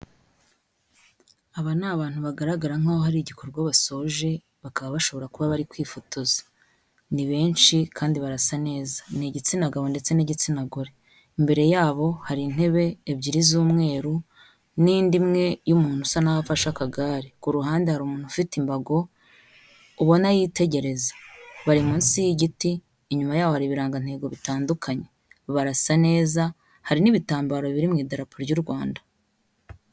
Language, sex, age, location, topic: Kinyarwanda, female, 25-35, Kigali, health